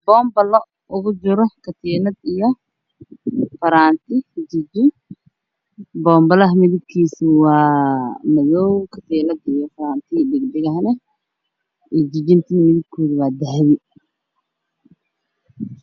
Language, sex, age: Somali, male, 18-24